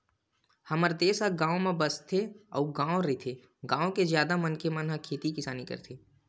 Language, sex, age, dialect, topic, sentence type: Chhattisgarhi, male, 18-24, Western/Budati/Khatahi, agriculture, statement